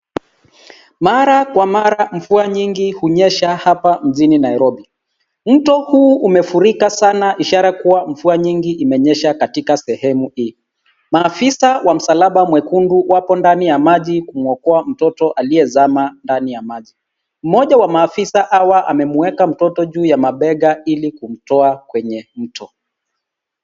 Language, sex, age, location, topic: Swahili, male, 36-49, Nairobi, health